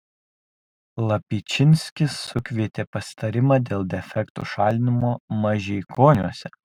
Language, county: Lithuanian, Kaunas